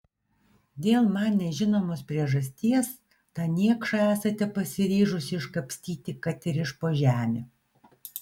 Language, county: Lithuanian, Vilnius